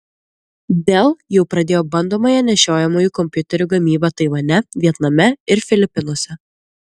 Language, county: Lithuanian, Klaipėda